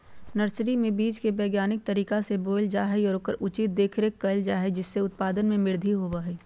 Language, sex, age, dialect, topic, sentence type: Magahi, female, 51-55, Western, agriculture, statement